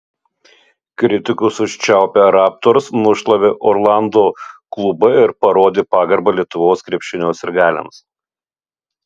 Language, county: Lithuanian, Utena